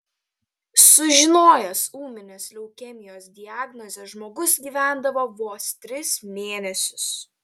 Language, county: Lithuanian, Telšiai